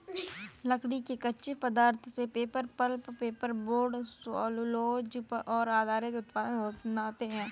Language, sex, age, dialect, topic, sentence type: Hindi, female, 18-24, Kanauji Braj Bhasha, agriculture, statement